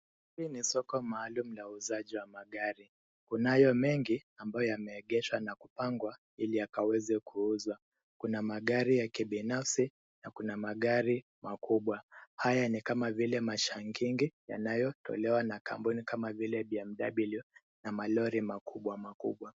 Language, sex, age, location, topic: Swahili, male, 25-35, Nairobi, finance